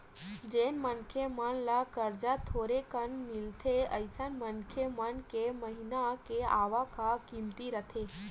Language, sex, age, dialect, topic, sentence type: Chhattisgarhi, female, 18-24, Western/Budati/Khatahi, banking, statement